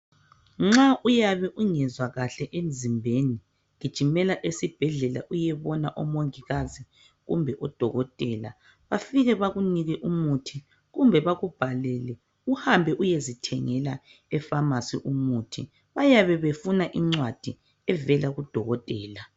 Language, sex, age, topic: North Ndebele, female, 18-24, health